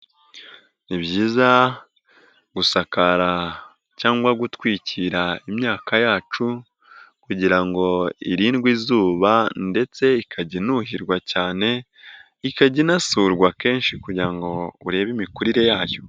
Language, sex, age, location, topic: Kinyarwanda, male, 18-24, Nyagatare, agriculture